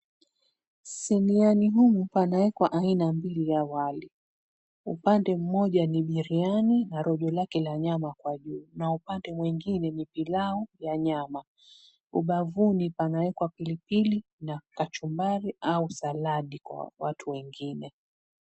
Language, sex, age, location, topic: Swahili, female, 36-49, Mombasa, agriculture